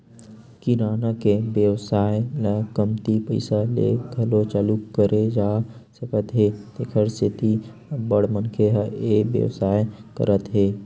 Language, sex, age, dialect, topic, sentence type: Chhattisgarhi, male, 18-24, Western/Budati/Khatahi, agriculture, statement